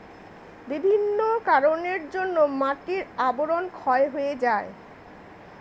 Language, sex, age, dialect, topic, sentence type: Bengali, female, 25-30, Standard Colloquial, agriculture, statement